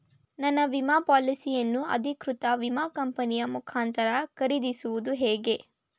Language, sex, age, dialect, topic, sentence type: Kannada, female, 18-24, Mysore Kannada, banking, question